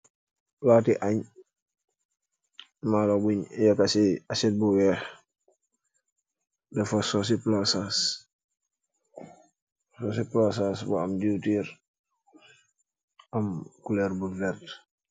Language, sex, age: Wolof, male, 25-35